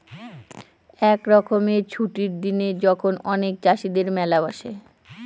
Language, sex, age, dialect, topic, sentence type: Bengali, female, 18-24, Northern/Varendri, agriculture, statement